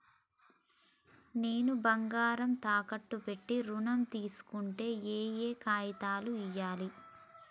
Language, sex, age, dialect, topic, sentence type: Telugu, female, 18-24, Telangana, banking, question